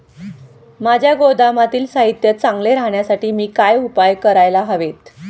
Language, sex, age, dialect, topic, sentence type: Marathi, female, 46-50, Standard Marathi, agriculture, question